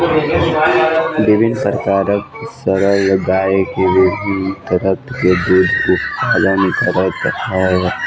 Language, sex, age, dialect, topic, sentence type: Maithili, female, 31-35, Southern/Standard, agriculture, statement